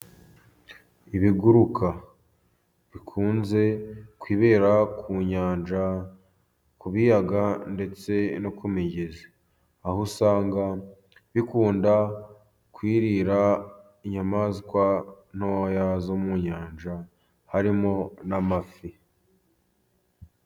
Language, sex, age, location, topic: Kinyarwanda, male, 18-24, Musanze, agriculture